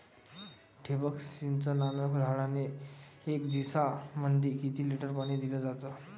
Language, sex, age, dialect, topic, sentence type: Marathi, male, 18-24, Varhadi, agriculture, question